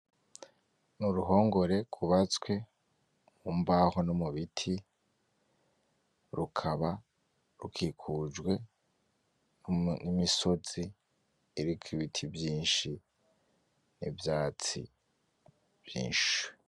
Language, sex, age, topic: Rundi, male, 18-24, agriculture